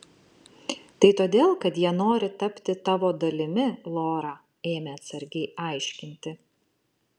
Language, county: Lithuanian, Šiauliai